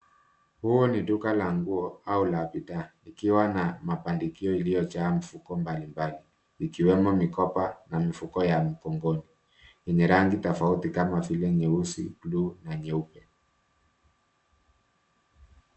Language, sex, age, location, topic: Swahili, male, 50+, Nairobi, finance